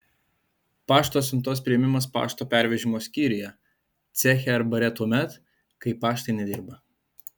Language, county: Lithuanian, Alytus